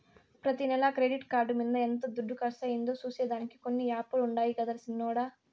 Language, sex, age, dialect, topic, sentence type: Telugu, female, 60-100, Southern, banking, statement